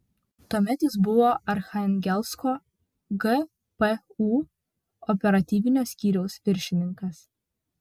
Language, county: Lithuanian, Vilnius